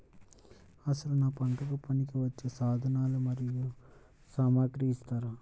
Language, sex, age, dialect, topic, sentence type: Telugu, male, 18-24, Central/Coastal, agriculture, question